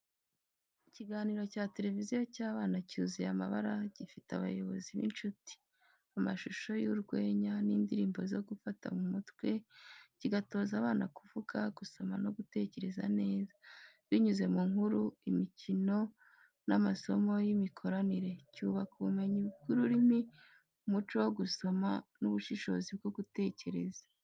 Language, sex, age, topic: Kinyarwanda, female, 25-35, education